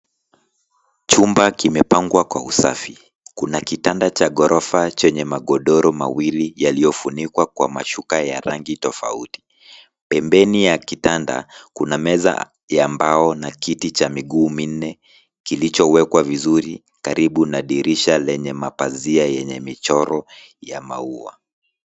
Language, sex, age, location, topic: Swahili, male, 25-35, Nairobi, education